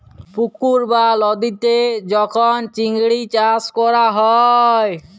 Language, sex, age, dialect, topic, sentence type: Bengali, male, 18-24, Jharkhandi, agriculture, statement